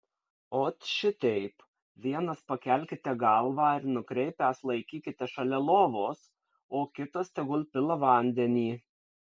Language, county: Lithuanian, Kaunas